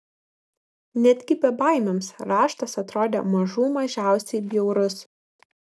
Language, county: Lithuanian, Vilnius